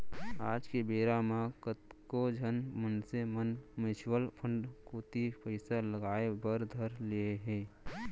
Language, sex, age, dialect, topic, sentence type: Chhattisgarhi, male, 56-60, Central, banking, statement